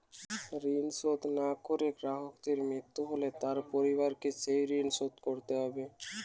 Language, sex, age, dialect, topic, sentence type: Bengali, male, <18, Western, banking, question